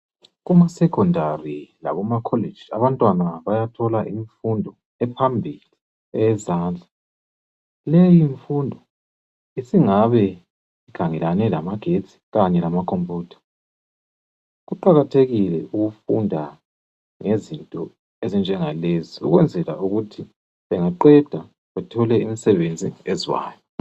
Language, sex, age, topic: North Ndebele, male, 25-35, education